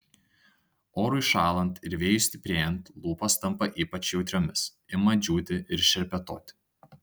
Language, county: Lithuanian, Tauragė